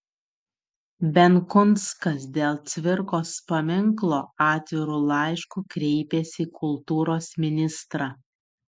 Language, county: Lithuanian, Utena